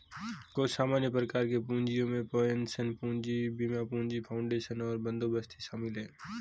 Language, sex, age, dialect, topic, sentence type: Hindi, male, 18-24, Marwari Dhudhari, banking, statement